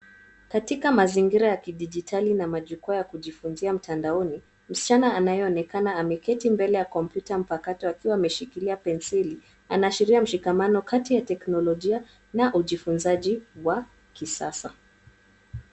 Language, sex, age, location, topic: Swahili, female, 18-24, Nairobi, education